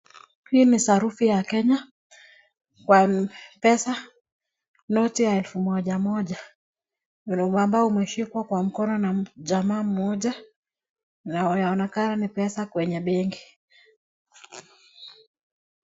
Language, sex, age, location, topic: Swahili, female, 25-35, Nakuru, finance